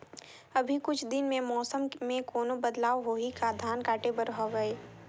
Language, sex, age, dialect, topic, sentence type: Chhattisgarhi, female, 18-24, Northern/Bhandar, agriculture, question